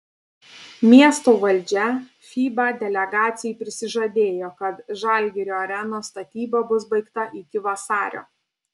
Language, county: Lithuanian, Panevėžys